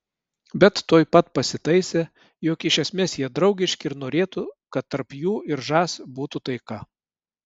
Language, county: Lithuanian, Kaunas